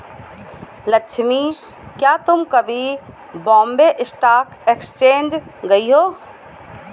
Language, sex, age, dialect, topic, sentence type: Hindi, female, 18-24, Kanauji Braj Bhasha, banking, statement